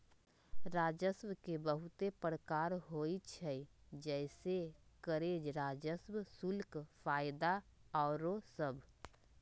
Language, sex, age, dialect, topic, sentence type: Magahi, female, 25-30, Western, banking, statement